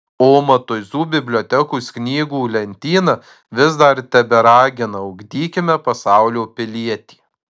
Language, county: Lithuanian, Marijampolė